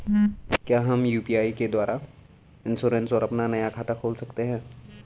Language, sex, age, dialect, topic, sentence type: Hindi, male, 18-24, Garhwali, banking, question